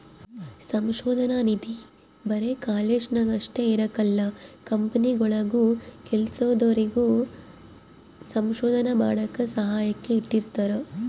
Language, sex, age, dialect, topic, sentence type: Kannada, female, 25-30, Central, banking, statement